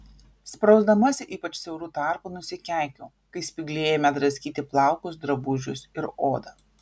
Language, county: Lithuanian, Vilnius